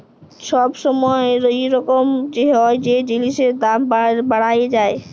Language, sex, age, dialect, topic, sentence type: Bengali, female, <18, Jharkhandi, banking, statement